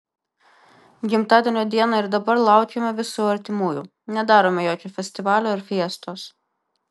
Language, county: Lithuanian, Vilnius